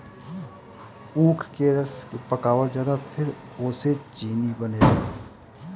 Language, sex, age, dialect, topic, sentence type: Bhojpuri, male, 25-30, Northern, agriculture, statement